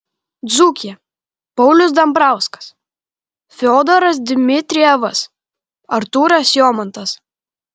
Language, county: Lithuanian, Kaunas